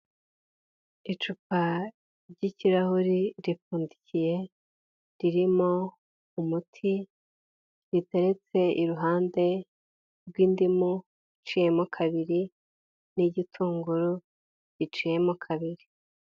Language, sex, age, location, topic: Kinyarwanda, female, 18-24, Huye, health